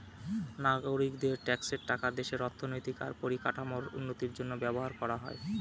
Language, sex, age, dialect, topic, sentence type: Bengali, male, 31-35, Northern/Varendri, banking, statement